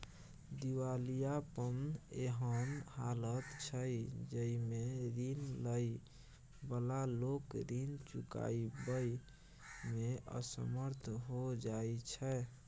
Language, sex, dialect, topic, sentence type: Maithili, male, Bajjika, banking, statement